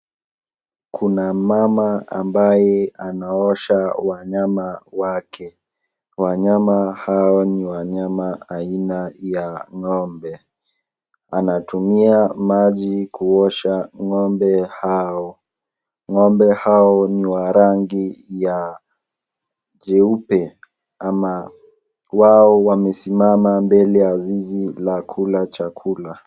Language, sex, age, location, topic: Swahili, male, 18-24, Nakuru, agriculture